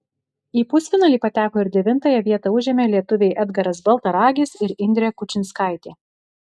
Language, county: Lithuanian, Vilnius